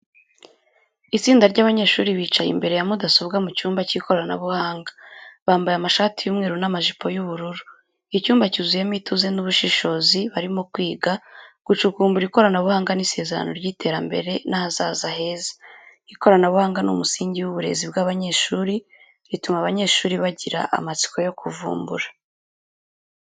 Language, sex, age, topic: Kinyarwanda, female, 25-35, education